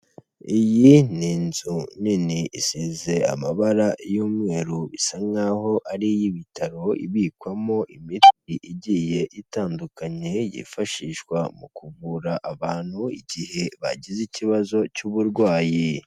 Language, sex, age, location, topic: Kinyarwanda, male, 18-24, Kigali, health